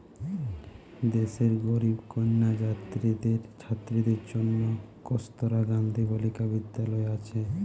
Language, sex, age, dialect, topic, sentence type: Bengali, male, 18-24, Western, banking, statement